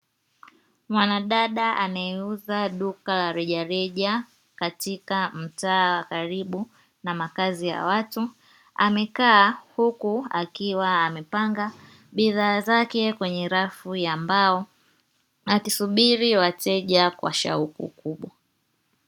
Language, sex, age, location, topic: Swahili, female, 25-35, Dar es Salaam, finance